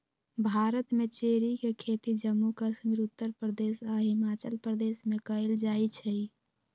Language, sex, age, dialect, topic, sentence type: Magahi, female, 18-24, Western, agriculture, statement